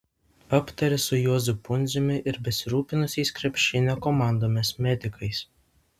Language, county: Lithuanian, Vilnius